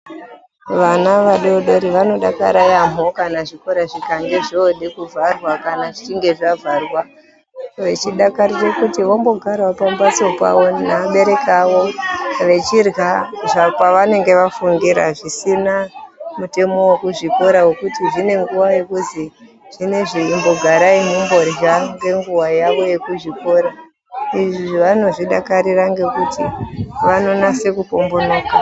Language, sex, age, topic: Ndau, female, 36-49, health